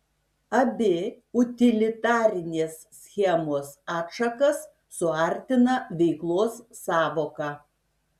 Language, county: Lithuanian, Šiauliai